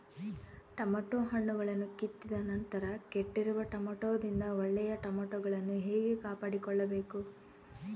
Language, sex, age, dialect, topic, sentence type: Kannada, female, 18-24, Central, agriculture, question